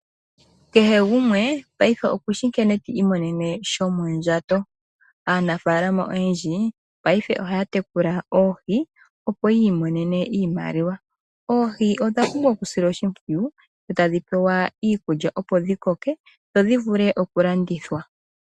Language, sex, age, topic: Oshiwambo, female, 25-35, agriculture